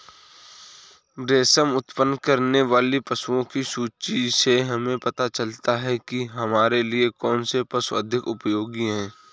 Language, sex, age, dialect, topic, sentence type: Hindi, male, 18-24, Awadhi Bundeli, agriculture, statement